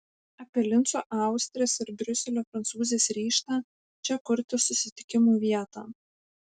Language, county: Lithuanian, Panevėžys